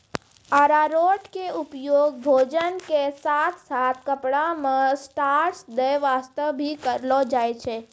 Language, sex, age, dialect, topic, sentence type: Maithili, female, 36-40, Angika, agriculture, statement